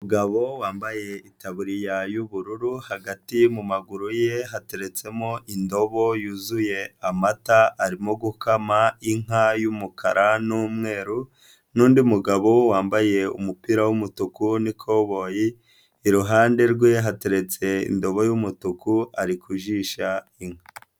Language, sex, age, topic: Kinyarwanda, male, 25-35, agriculture